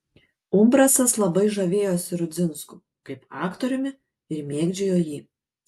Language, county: Lithuanian, Kaunas